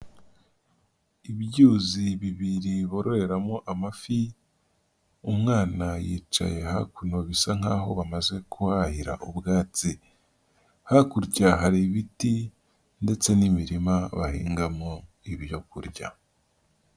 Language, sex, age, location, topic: Kinyarwanda, female, 50+, Nyagatare, agriculture